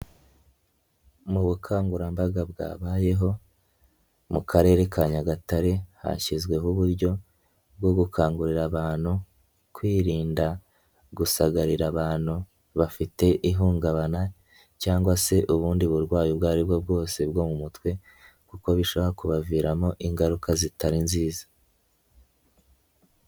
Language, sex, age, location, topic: Kinyarwanda, male, 18-24, Nyagatare, health